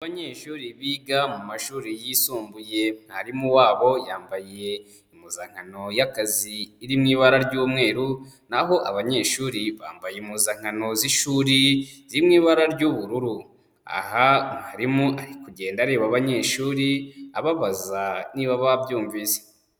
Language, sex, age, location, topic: Kinyarwanda, male, 25-35, Kigali, education